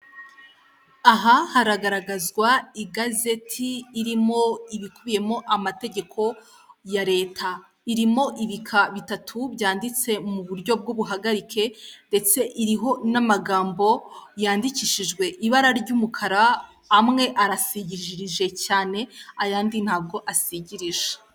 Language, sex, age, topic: Kinyarwanda, female, 18-24, government